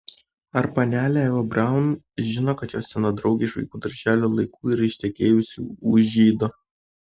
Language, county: Lithuanian, Kaunas